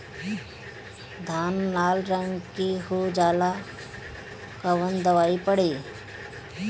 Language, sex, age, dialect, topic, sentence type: Bhojpuri, female, 36-40, Northern, agriculture, question